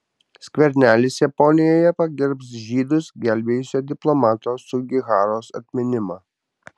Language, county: Lithuanian, Kaunas